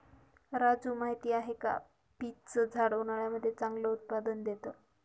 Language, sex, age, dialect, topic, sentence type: Marathi, female, 25-30, Northern Konkan, agriculture, statement